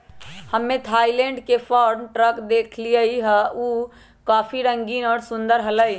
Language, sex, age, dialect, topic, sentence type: Magahi, male, 25-30, Western, agriculture, statement